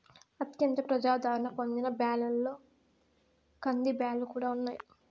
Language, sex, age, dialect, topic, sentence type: Telugu, female, 18-24, Southern, agriculture, statement